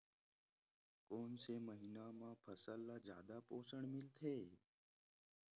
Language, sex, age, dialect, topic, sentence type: Chhattisgarhi, male, 18-24, Western/Budati/Khatahi, agriculture, question